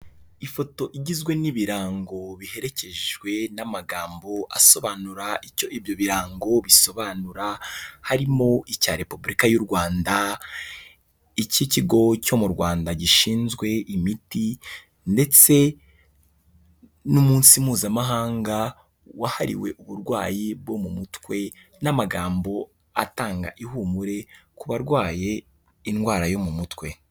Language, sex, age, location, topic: Kinyarwanda, male, 18-24, Kigali, health